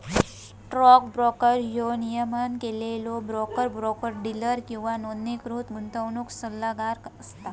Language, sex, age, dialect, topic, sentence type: Marathi, female, 18-24, Southern Konkan, banking, statement